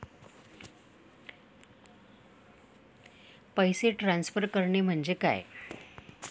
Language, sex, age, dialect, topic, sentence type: Marathi, female, 18-24, Northern Konkan, banking, question